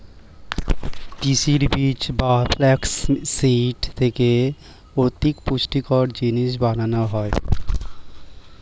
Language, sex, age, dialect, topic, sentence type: Bengali, male, 36-40, Standard Colloquial, agriculture, statement